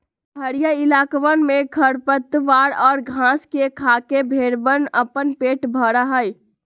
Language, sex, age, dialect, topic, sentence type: Magahi, female, 18-24, Western, agriculture, statement